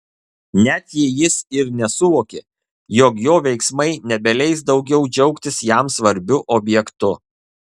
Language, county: Lithuanian, Kaunas